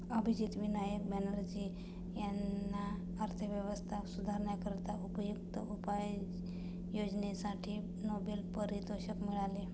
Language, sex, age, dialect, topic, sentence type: Marathi, female, 25-30, Standard Marathi, banking, statement